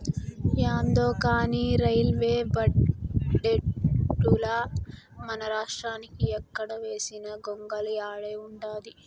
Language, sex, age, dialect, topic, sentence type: Telugu, female, 18-24, Southern, banking, statement